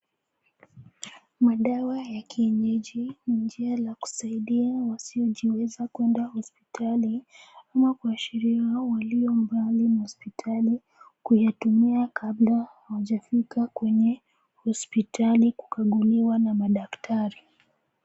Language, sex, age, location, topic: Swahili, female, 25-35, Nairobi, health